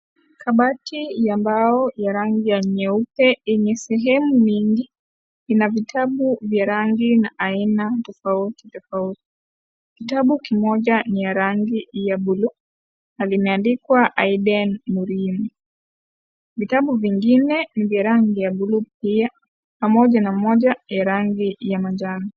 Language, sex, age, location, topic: Swahili, female, 18-24, Kisii, education